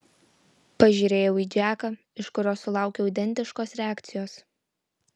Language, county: Lithuanian, Vilnius